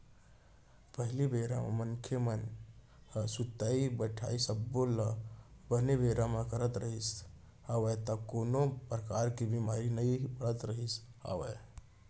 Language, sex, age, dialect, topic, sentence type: Chhattisgarhi, male, 60-100, Central, banking, statement